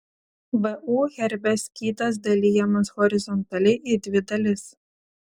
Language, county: Lithuanian, Vilnius